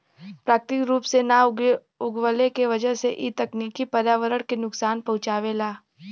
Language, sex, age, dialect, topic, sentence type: Bhojpuri, female, 18-24, Western, agriculture, statement